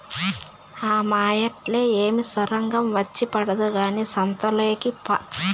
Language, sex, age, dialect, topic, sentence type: Telugu, female, 31-35, Southern, agriculture, statement